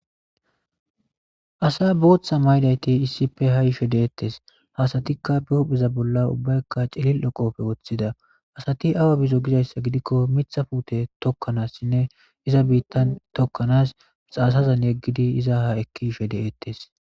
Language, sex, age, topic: Gamo, male, 25-35, government